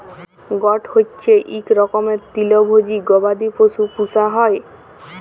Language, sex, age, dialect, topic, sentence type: Bengali, female, 18-24, Jharkhandi, agriculture, statement